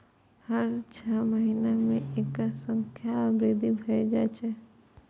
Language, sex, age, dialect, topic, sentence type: Maithili, female, 41-45, Eastern / Thethi, agriculture, statement